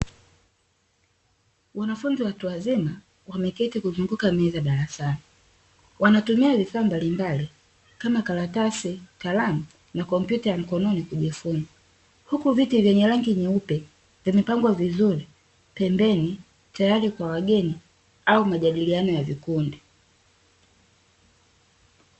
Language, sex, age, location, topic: Swahili, female, 18-24, Dar es Salaam, education